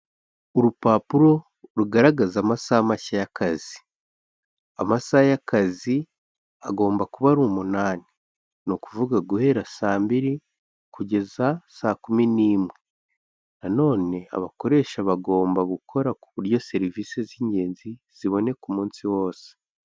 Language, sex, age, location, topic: Kinyarwanda, male, 18-24, Kigali, government